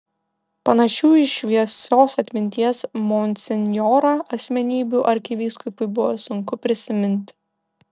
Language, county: Lithuanian, Vilnius